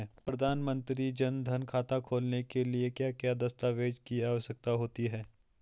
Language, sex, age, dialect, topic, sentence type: Hindi, male, 25-30, Garhwali, banking, question